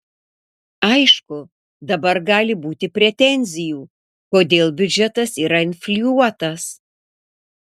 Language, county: Lithuanian, Panevėžys